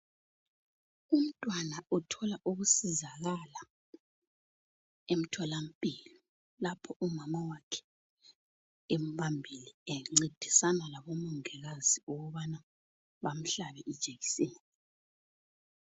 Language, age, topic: North Ndebele, 25-35, health